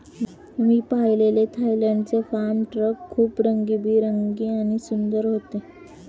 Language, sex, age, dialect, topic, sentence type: Marathi, female, 18-24, Standard Marathi, agriculture, statement